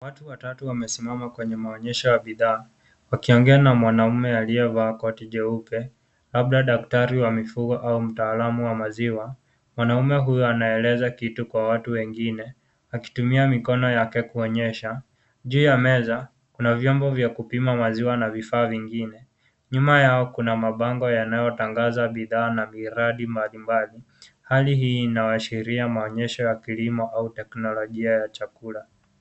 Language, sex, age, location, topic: Swahili, male, 18-24, Kisii, agriculture